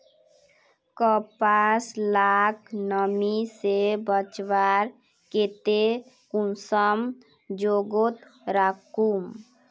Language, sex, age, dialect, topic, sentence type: Magahi, female, 18-24, Northeastern/Surjapuri, agriculture, question